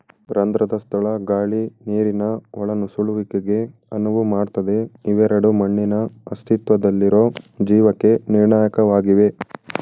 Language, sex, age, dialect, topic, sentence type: Kannada, male, 18-24, Mysore Kannada, agriculture, statement